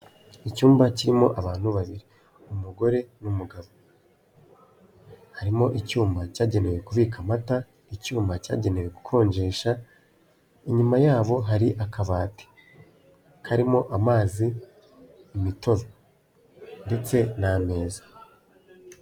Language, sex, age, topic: Kinyarwanda, male, 18-24, finance